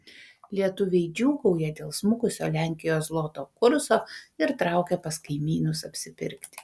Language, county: Lithuanian, Panevėžys